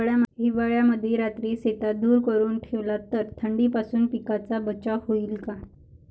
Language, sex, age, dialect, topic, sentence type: Marathi, female, 60-100, Varhadi, agriculture, question